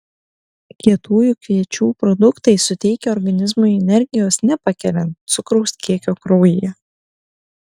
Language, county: Lithuanian, Kaunas